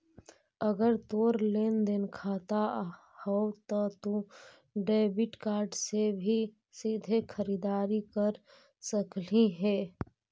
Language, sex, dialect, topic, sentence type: Magahi, female, Central/Standard, banking, statement